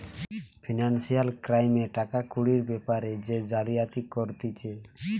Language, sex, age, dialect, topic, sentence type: Bengali, male, 18-24, Western, banking, statement